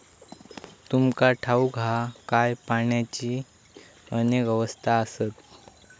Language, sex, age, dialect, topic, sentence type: Marathi, male, 18-24, Southern Konkan, agriculture, statement